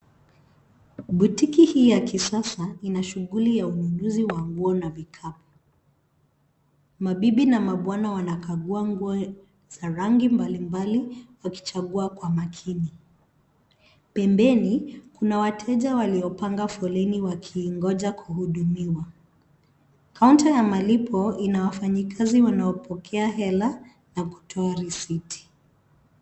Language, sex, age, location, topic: Swahili, female, 36-49, Nairobi, finance